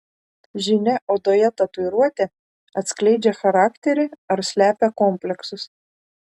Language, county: Lithuanian, Šiauliai